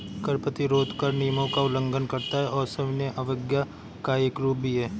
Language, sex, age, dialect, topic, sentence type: Hindi, male, 31-35, Awadhi Bundeli, banking, statement